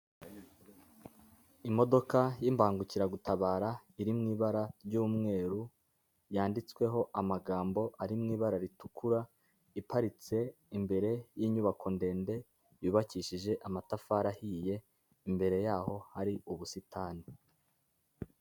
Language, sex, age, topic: Kinyarwanda, male, 18-24, government